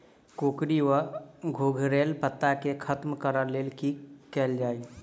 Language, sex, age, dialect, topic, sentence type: Maithili, male, 25-30, Southern/Standard, agriculture, question